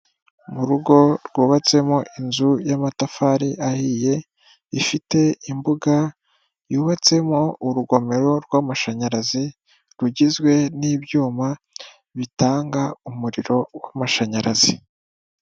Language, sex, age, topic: Kinyarwanda, male, 18-24, government